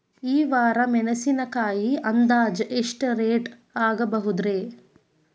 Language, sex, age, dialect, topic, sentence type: Kannada, female, 18-24, Dharwad Kannada, agriculture, question